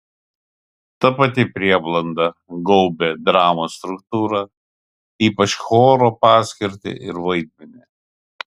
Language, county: Lithuanian, Kaunas